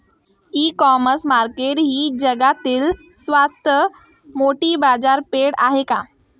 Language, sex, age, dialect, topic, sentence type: Marathi, female, 18-24, Standard Marathi, agriculture, question